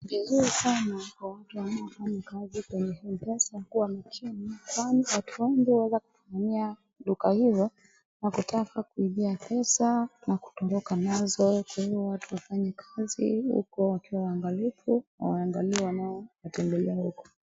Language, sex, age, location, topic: Swahili, female, 25-35, Wajir, finance